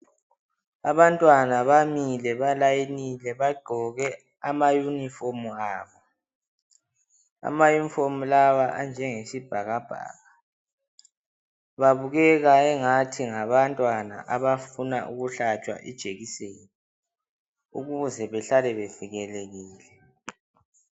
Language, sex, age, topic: North Ndebele, male, 18-24, health